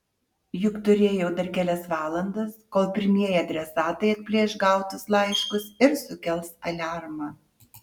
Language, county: Lithuanian, Utena